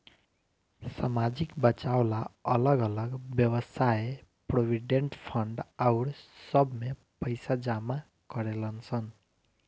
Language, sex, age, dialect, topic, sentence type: Bhojpuri, male, 25-30, Southern / Standard, banking, statement